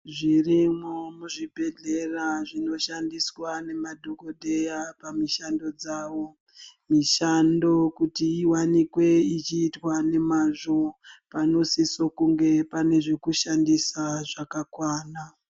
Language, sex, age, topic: Ndau, female, 36-49, health